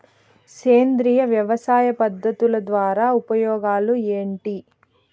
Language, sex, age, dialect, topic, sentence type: Telugu, female, 31-35, Southern, agriculture, question